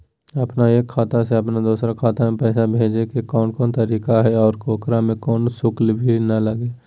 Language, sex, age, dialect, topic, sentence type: Magahi, male, 18-24, Southern, banking, question